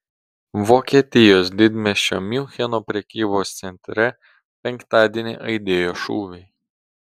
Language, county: Lithuanian, Telšiai